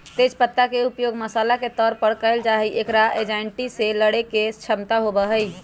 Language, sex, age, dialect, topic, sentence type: Magahi, female, 25-30, Western, agriculture, statement